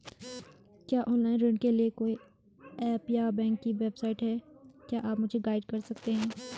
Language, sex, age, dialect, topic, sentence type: Hindi, female, 18-24, Garhwali, banking, question